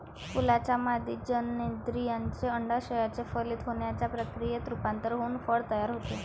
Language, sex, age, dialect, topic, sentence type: Marathi, female, 18-24, Varhadi, agriculture, statement